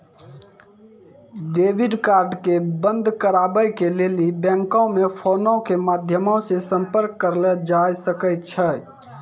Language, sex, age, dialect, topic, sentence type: Maithili, male, 56-60, Angika, banking, statement